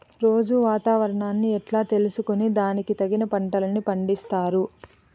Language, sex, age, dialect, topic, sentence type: Telugu, female, 31-35, Southern, agriculture, question